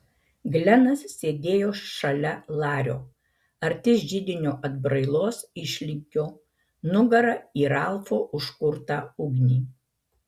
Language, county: Lithuanian, Marijampolė